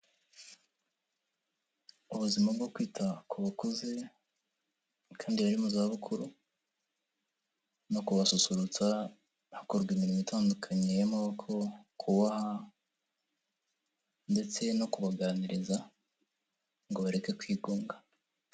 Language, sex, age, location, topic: Kinyarwanda, male, 18-24, Kigali, health